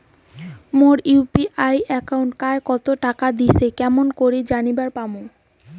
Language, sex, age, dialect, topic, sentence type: Bengali, female, 18-24, Rajbangshi, banking, question